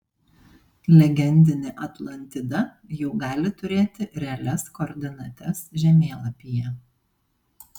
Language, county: Lithuanian, Panevėžys